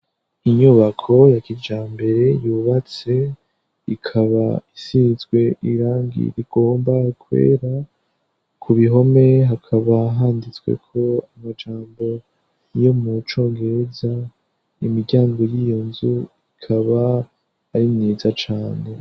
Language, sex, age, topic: Rundi, male, 18-24, education